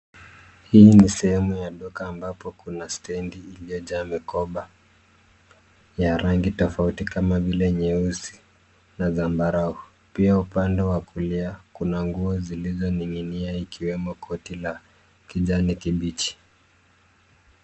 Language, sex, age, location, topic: Swahili, male, 25-35, Nairobi, finance